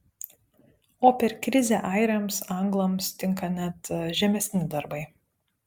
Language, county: Lithuanian, Panevėžys